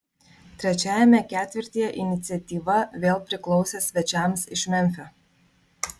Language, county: Lithuanian, Vilnius